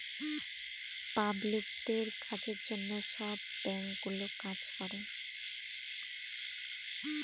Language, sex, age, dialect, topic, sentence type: Bengali, female, 25-30, Northern/Varendri, banking, statement